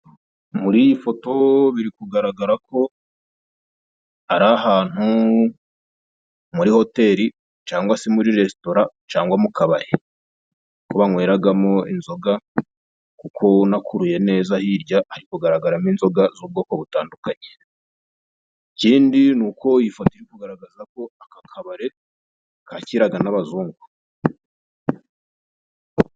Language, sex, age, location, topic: Kinyarwanda, male, 25-35, Musanze, finance